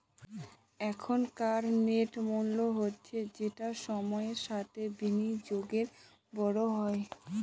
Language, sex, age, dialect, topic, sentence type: Bengali, female, 18-24, Northern/Varendri, banking, statement